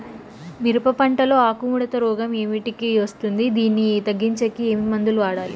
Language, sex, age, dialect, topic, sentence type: Telugu, female, 18-24, Southern, agriculture, question